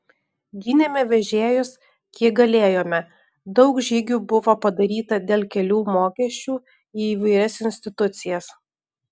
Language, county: Lithuanian, Alytus